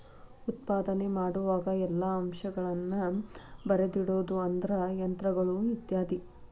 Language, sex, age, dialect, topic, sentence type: Kannada, female, 36-40, Dharwad Kannada, agriculture, statement